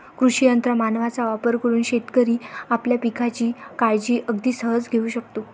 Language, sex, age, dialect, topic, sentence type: Marathi, female, 25-30, Varhadi, agriculture, statement